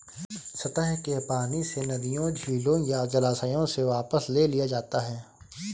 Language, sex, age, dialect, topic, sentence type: Hindi, male, 25-30, Awadhi Bundeli, agriculture, statement